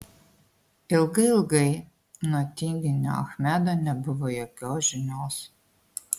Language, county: Lithuanian, Kaunas